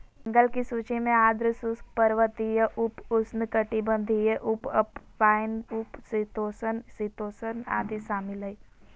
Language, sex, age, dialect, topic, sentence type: Magahi, female, 18-24, Southern, agriculture, statement